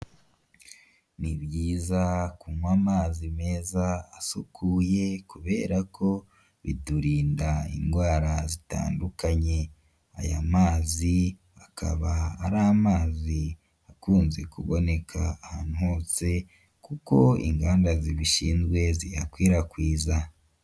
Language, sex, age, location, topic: Kinyarwanda, male, 25-35, Huye, health